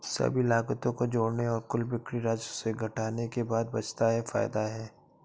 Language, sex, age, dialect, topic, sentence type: Hindi, male, 18-24, Awadhi Bundeli, banking, statement